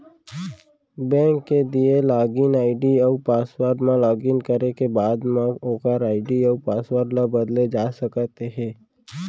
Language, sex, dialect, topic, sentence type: Chhattisgarhi, male, Central, banking, statement